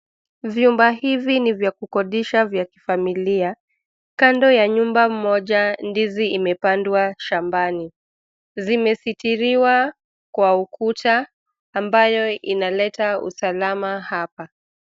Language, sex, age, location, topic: Swahili, female, 25-35, Nairobi, finance